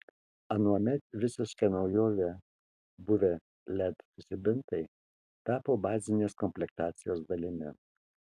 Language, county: Lithuanian, Kaunas